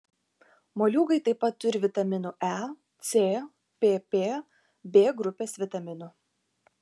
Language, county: Lithuanian, Vilnius